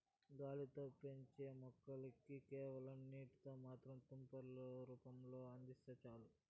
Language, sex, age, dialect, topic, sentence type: Telugu, female, 18-24, Southern, agriculture, statement